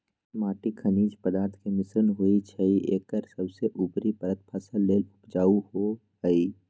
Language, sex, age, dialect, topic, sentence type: Magahi, male, 18-24, Western, agriculture, statement